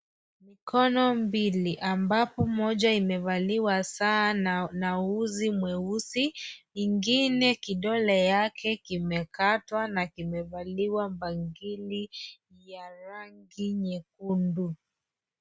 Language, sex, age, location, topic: Swahili, female, 25-35, Nairobi, health